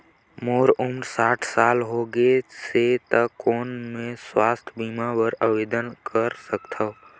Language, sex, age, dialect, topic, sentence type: Chhattisgarhi, male, 18-24, Northern/Bhandar, banking, question